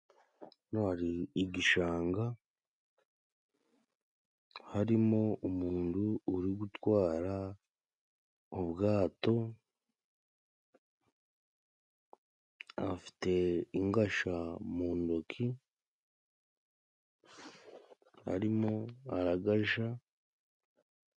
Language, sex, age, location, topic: Kinyarwanda, male, 18-24, Musanze, agriculture